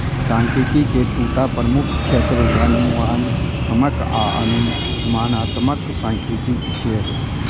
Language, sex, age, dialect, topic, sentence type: Maithili, male, 56-60, Eastern / Thethi, banking, statement